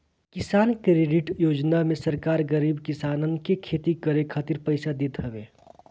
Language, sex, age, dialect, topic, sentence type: Bhojpuri, male, 25-30, Northern, agriculture, statement